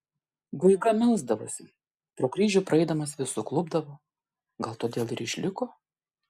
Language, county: Lithuanian, Klaipėda